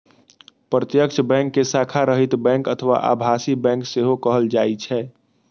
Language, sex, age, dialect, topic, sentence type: Maithili, male, 18-24, Eastern / Thethi, banking, statement